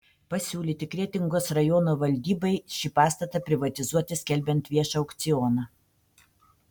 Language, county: Lithuanian, Panevėžys